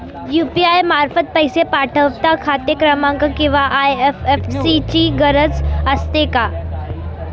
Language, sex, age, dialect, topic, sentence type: Marathi, female, 18-24, Standard Marathi, banking, question